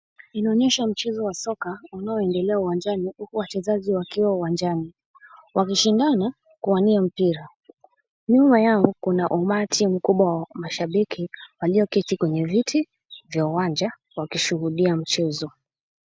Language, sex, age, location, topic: Swahili, female, 18-24, Kisumu, government